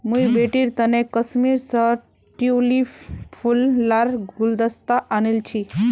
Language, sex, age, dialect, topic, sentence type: Magahi, female, 18-24, Northeastern/Surjapuri, agriculture, statement